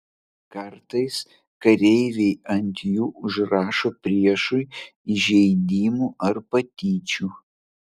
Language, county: Lithuanian, Vilnius